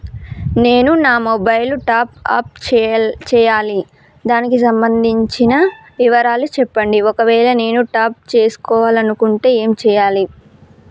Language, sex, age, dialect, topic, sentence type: Telugu, male, 18-24, Telangana, banking, question